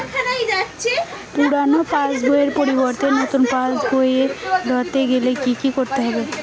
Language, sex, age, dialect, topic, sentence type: Bengali, female, 18-24, Western, banking, question